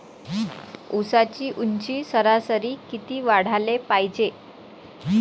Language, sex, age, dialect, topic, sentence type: Marathi, female, 25-30, Varhadi, agriculture, question